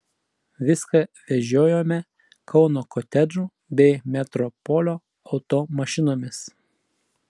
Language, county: Lithuanian, Klaipėda